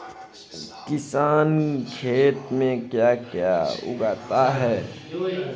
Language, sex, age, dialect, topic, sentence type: Hindi, male, 25-30, Hindustani Malvi Khadi Boli, agriculture, question